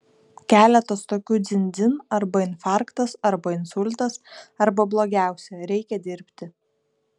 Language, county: Lithuanian, Kaunas